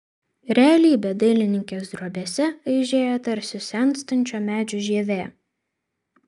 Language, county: Lithuanian, Vilnius